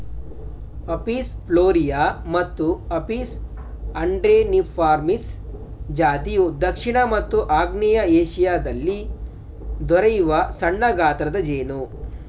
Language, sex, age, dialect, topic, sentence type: Kannada, male, 18-24, Mysore Kannada, agriculture, statement